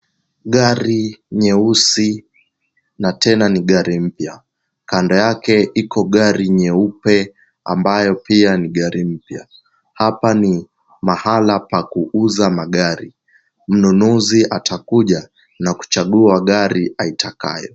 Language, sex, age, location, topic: Swahili, male, 18-24, Kisumu, finance